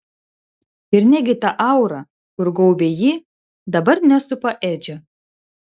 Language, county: Lithuanian, Šiauliai